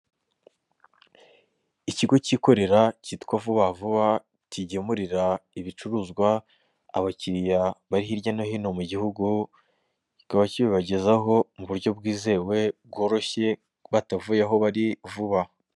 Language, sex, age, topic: Kinyarwanda, male, 18-24, finance